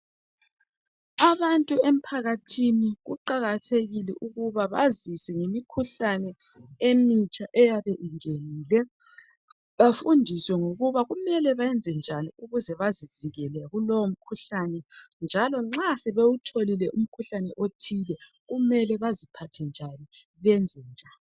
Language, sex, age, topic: North Ndebele, male, 25-35, health